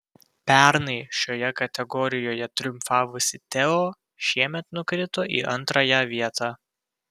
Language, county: Lithuanian, Vilnius